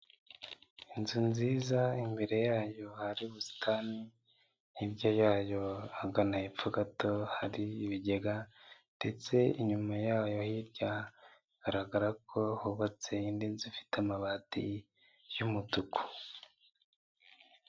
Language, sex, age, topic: Kinyarwanda, male, 25-35, health